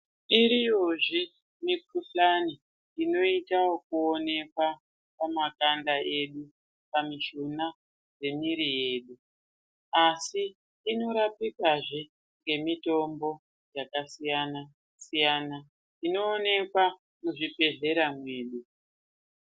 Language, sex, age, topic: Ndau, female, 36-49, health